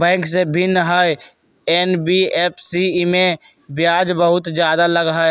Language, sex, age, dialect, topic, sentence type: Magahi, male, 18-24, Western, banking, question